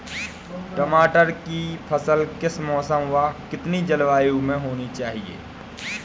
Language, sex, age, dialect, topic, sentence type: Hindi, female, 18-24, Awadhi Bundeli, agriculture, question